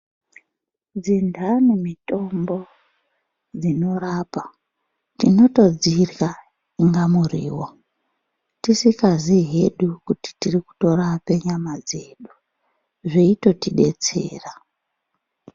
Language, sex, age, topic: Ndau, male, 36-49, health